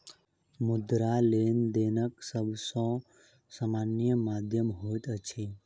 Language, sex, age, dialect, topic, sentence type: Maithili, male, 51-55, Southern/Standard, banking, statement